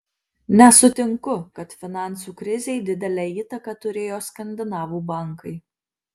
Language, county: Lithuanian, Marijampolė